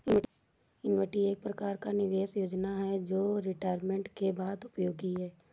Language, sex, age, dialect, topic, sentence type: Hindi, female, 56-60, Awadhi Bundeli, banking, statement